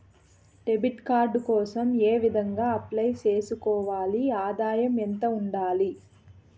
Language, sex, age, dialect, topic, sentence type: Telugu, female, 31-35, Southern, banking, question